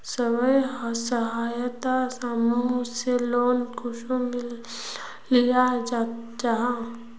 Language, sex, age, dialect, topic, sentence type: Magahi, female, 18-24, Northeastern/Surjapuri, banking, question